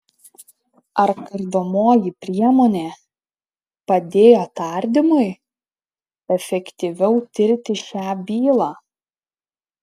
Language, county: Lithuanian, Šiauliai